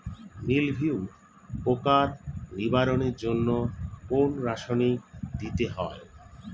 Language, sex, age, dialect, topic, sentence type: Bengali, male, 41-45, Standard Colloquial, agriculture, question